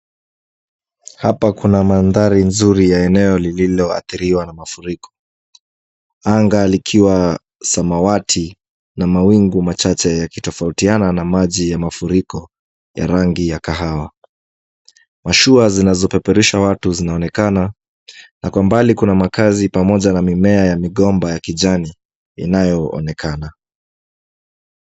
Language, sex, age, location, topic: Swahili, male, 25-35, Kisumu, health